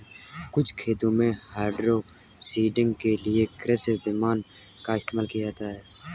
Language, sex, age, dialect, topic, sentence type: Hindi, male, 18-24, Kanauji Braj Bhasha, agriculture, statement